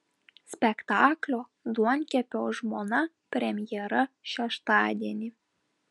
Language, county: Lithuanian, Telšiai